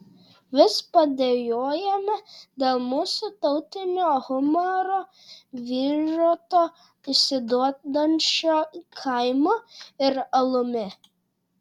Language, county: Lithuanian, Šiauliai